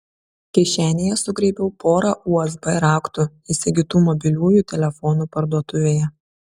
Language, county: Lithuanian, Šiauliai